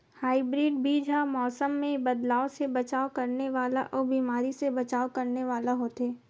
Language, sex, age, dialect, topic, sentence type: Chhattisgarhi, female, 25-30, Western/Budati/Khatahi, agriculture, statement